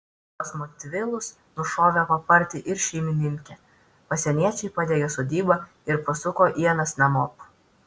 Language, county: Lithuanian, Vilnius